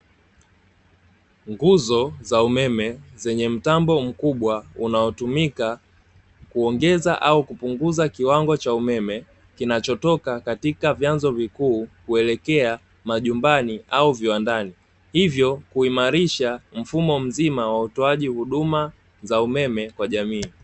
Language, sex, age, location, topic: Swahili, male, 18-24, Dar es Salaam, government